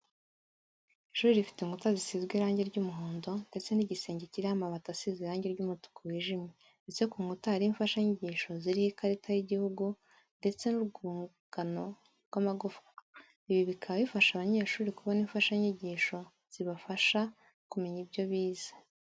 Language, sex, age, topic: Kinyarwanda, female, 18-24, education